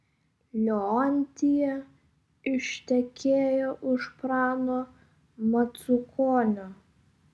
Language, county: Lithuanian, Vilnius